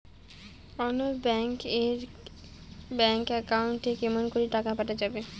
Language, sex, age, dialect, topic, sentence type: Bengali, female, 18-24, Rajbangshi, banking, question